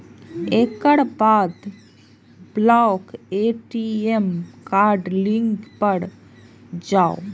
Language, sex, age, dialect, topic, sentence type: Maithili, female, 25-30, Eastern / Thethi, banking, statement